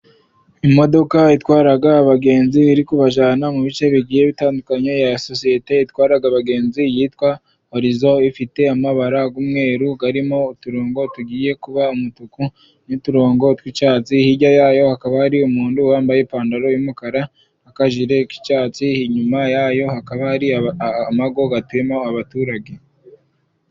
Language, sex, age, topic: Kinyarwanda, male, 25-35, government